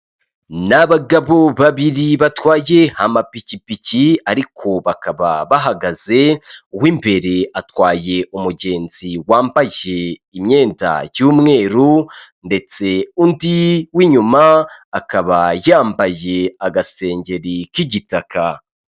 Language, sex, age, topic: Kinyarwanda, male, 25-35, finance